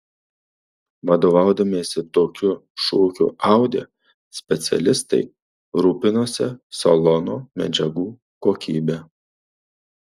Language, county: Lithuanian, Marijampolė